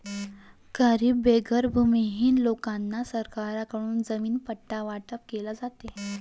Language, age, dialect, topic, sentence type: Marathi, 18-24, Varhadi, banking, statement